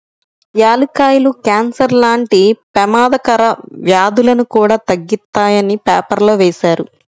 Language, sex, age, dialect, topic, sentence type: Telugu, male, 31-35, Central/Coastal, agriculture, statement